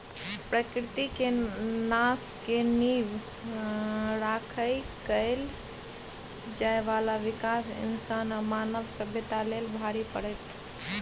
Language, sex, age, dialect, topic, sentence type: Maithili, female, 51-55, Bajjika, agriculture, statement